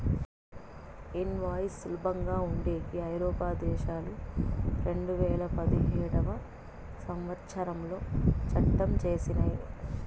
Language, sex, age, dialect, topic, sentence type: Telugu, female, 31-35, Southern, banking, statement